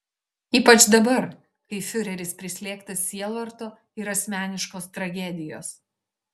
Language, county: Lithuanian, Šiauliai